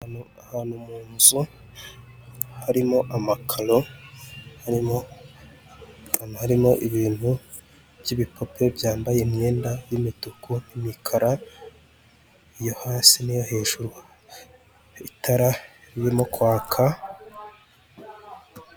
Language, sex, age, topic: Kinyarwanda, male, 25-35, finance